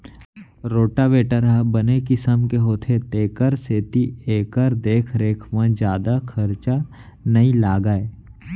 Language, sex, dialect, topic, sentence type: Chhattisgarhi, male, Central, agriculture, statement